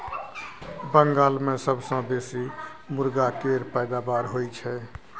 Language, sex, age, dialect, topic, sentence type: Maithili, male, 41-45, Bajjika, agriculture, statement